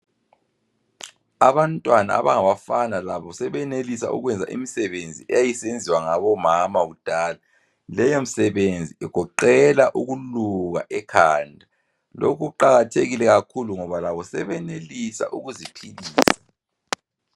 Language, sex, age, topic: North Ndebele, female, 36-49, education